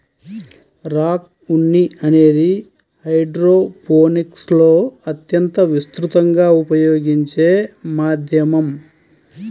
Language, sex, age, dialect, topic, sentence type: Telugu, male, 41-45, Central/Coastal, agriculture, statement